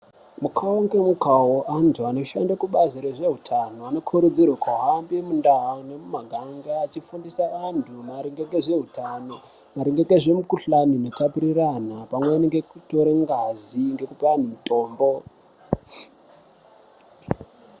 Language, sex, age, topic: Ndau, male, 18-24, health